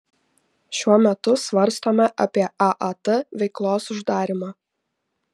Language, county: Lithuanian, Šiauliai